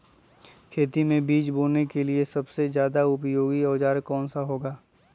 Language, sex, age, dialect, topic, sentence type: Magahi, male, 25-30, Western, agriculture, question